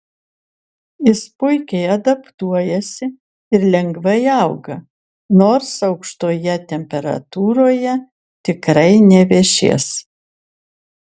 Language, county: Lithuanian, Kaunas